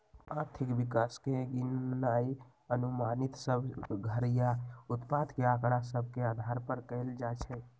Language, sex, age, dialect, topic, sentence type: Magahi, male, 18-24, Western, banking, statement